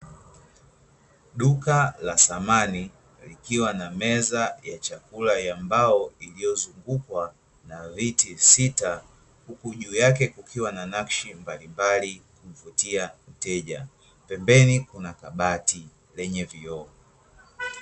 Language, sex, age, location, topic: Swahili, male, 25-35, Dar es Salaam, finance